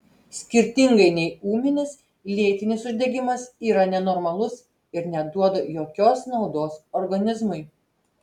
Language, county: Lithuanian, Telšiai